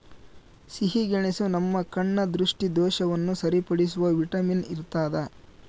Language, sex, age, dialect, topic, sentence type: Kannada, male, 25-30, Central, agriculture, statement